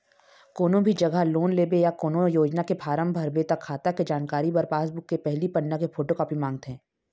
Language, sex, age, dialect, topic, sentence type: Chhattisgarhi, female, 31-35, Eastern, banking, statement